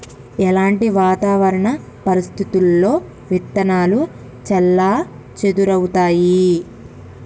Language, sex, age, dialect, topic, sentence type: Telugu, female, 25-30, Telangana, agriculture, question